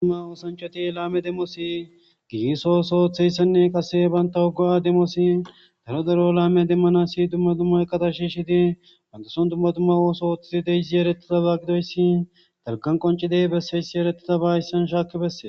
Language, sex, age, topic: Gamo, male, 18-24, government